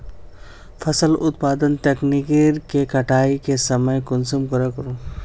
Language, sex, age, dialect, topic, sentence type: Magahi, male, 18-24, Northeastern/Surjapuri, agriculture, question